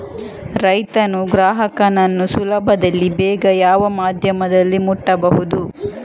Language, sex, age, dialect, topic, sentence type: Kannada, female, 60-100, Coastal/Dakshin, agriculture, question